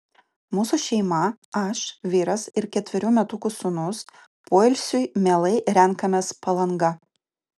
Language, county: Lithuanian, Utena